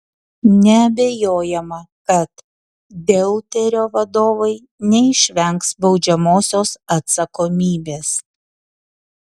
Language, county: Lithuanian, Utena